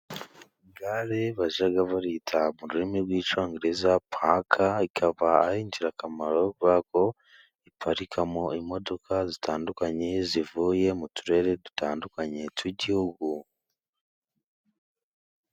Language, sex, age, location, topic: Kinyarwanda, male, 18-24, Musanze, government